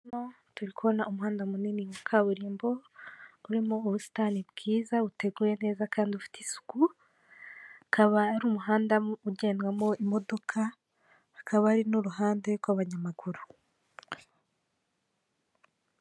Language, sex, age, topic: Kinyarwanda, female, 18-24, government